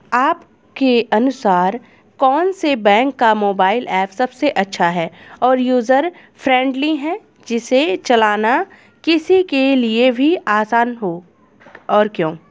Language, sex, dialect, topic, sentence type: Hindi, female, Hindustani Malvi Khadi Boli, banking, question